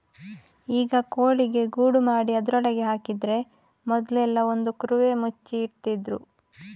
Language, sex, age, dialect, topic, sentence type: Kannada, female, 31-35, Coastal/Dakshin, agriculture, statement